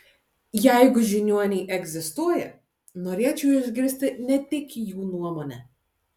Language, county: Lithuanian, Alytus